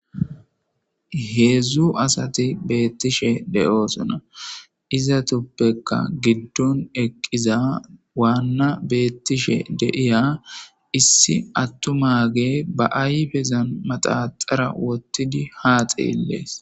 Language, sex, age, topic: Gamo, male, 25-35, government